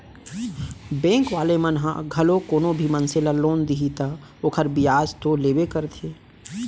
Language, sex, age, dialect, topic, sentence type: Chhattisgarhi, male, 25-30, Central, banking, statement